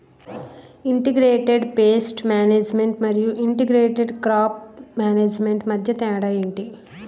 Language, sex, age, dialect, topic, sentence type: Telugu, female, 31-35, Utterandhra, agriculture, question